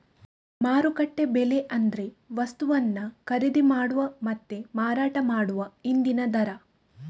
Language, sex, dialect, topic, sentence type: Kannada, female, Coastal/Dakshin, agriculture, statement